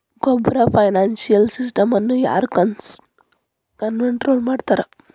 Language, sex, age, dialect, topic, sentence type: Kannada, female, 31-35, Dharwad Kannada, banking, statement